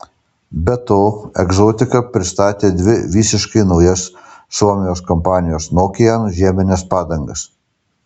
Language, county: Lithuanian, Panevėžys